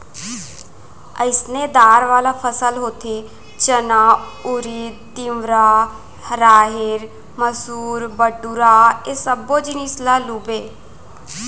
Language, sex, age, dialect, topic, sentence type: Chhattisgarhi, female, 18-24, Central, agriculture, statement